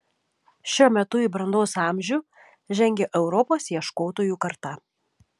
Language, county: Lithuanian, Šiauliai